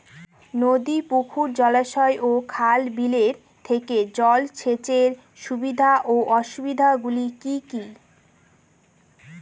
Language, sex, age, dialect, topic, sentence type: Bengali, female, 18-24, Northern/Varendri, agriculture, question